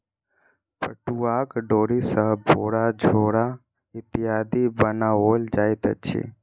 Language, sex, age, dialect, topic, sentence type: Maithili, female, 25-30, Southern/Standard, agriculture, statement